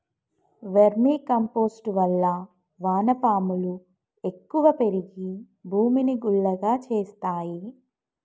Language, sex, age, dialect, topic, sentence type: Telugu, female, 36-40, Telangana, agriculture, statement